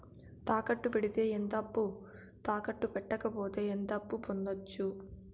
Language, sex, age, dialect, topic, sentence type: Telugu, female, 18-24, Southern, banking, question